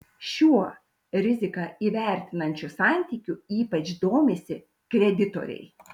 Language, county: Lithuanian, Šiauliai